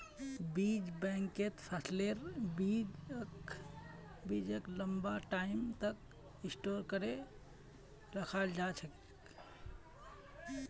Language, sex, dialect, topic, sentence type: Magahi, male, Northeastern/Surjapuri, agriculture, statement